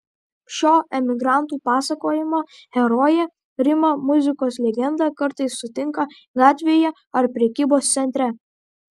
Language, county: Lithuanian, Kaunas